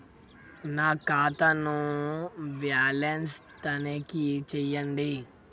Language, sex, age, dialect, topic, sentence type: Telugu, female, 18-24, Telangana, banking, question